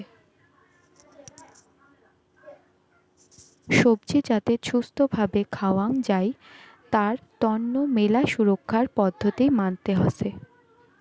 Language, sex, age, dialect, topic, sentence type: Bengali, female, 18-24, Rajbangshi, agriculture, statement